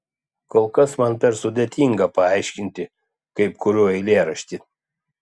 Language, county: Lithuanian, Klaipėda